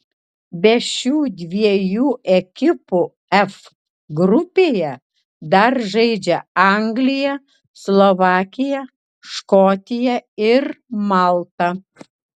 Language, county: Lithuanian, Kaunas